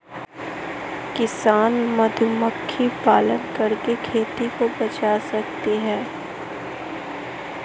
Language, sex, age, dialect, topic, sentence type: Hindi, female, 18-24, Marwari Dhudhari, agriculture, question